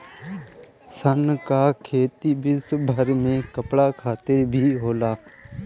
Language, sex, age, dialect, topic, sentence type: Bhojpuri, male, 18-24, Northern, agriculture, statement